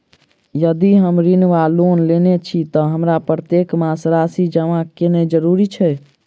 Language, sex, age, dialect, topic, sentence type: Maithili, male, 46-50, Southern/Standard, banking, question